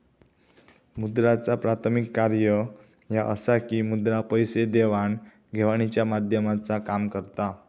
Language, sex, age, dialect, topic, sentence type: Marathi, male, 18-24, Southern Konkan, banking, statement